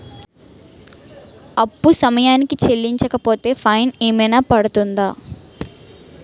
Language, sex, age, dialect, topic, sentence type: Telugu, female, 18-24, Utterandhra, banking, question